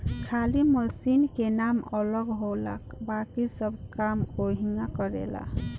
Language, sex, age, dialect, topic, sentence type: Bhojpuri, female, 18-24, Southern / Standard, banking, statement